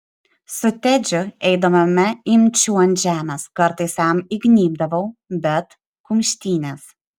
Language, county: Lithuanian, Šiauliai